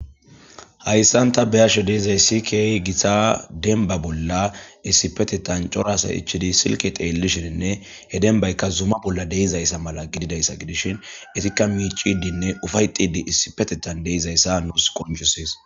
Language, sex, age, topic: Gamo, male, 18-24, government